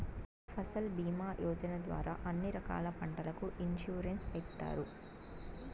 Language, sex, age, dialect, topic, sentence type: Telugu, female, 18-24, Southern, banking, statement